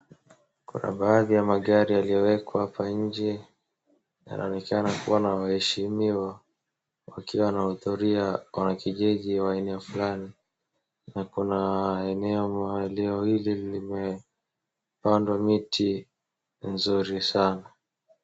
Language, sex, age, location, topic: Swahili, male, 18-24, Wajir, finance